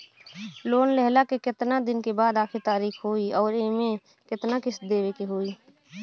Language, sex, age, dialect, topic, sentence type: Bhojpuri, female, 25-30, Western, banking, question